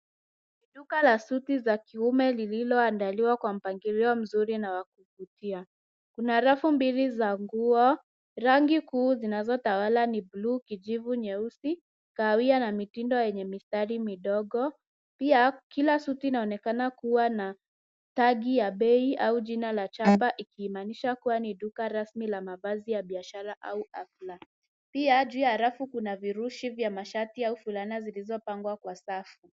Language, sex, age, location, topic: Swahili, female, 18-24, Nairobi, finance